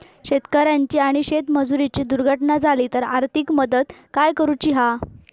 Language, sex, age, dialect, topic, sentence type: Marathi, female, 18-24, Southern Konkan, agriculture, question